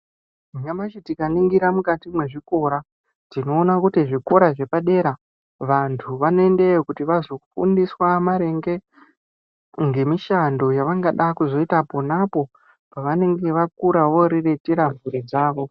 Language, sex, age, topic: Ndau, male, 25-35, education